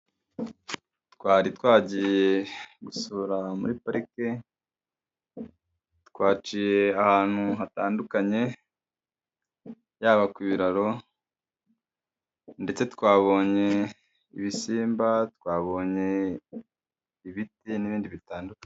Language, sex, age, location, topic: Kinyarwanda, male, 25-35, Kigali, agriculture